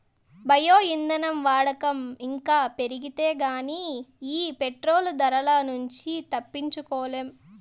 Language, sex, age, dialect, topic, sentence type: Telugu, female, 18-24, Southern, agriculture, statement